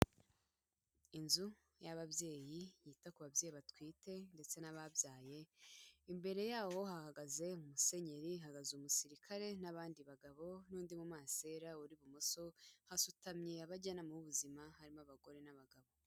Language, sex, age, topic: Kinyarwanda, female, 18-24, health